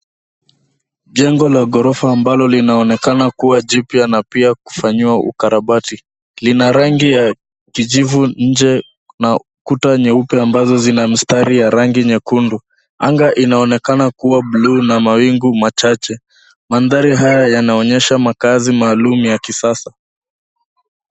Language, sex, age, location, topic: Swahili, male, 25-35, Nairobi, finance